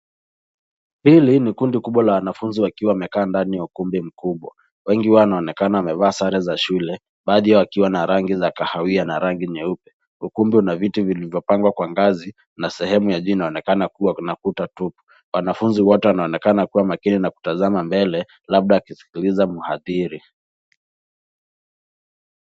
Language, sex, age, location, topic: Swahili, male, 18-24, Nairobi, education